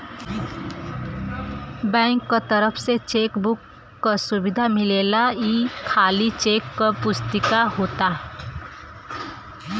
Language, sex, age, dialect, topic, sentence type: Bhojpuri, female, 25-30, Western, banking, statement